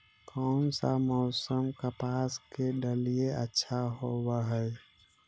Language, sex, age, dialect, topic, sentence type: Magahi, male, 60-100, Central/Standard, agriculture, question